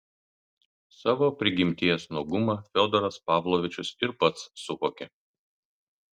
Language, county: Lithuanian, Kaunas